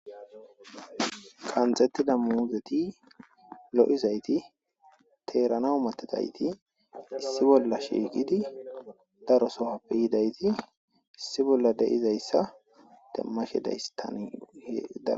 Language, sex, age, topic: Gamo, female, 18-24, agriculture